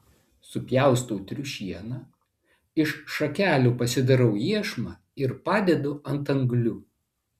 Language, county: Lithuanian, Vilnius